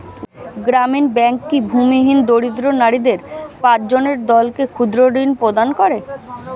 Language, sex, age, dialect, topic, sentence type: Bengali, female, 25-30, Standard Colloquial, banking, question